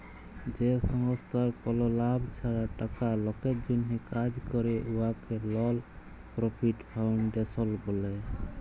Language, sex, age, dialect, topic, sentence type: Bengali, male, 31-35, Jharkhandi, banking, statement